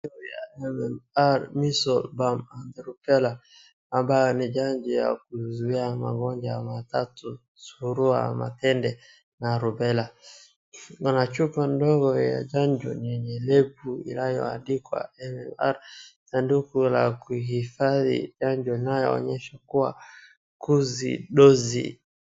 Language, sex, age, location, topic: Swahili, male, 36-49, Wajir, health